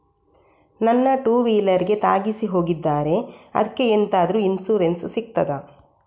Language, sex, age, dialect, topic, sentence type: Kannada, female, 25-30, Coastal/Dakshin, banking, question